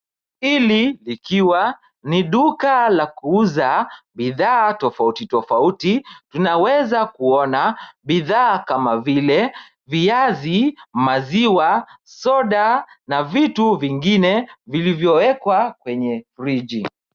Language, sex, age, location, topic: Swahili, male, 25-35, Kisumu, finance